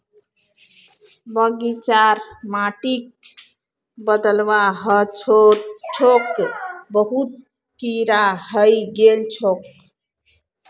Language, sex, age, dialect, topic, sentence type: Magahi, female, 18-24, Northeastern/Surjapuri, agriculture, statement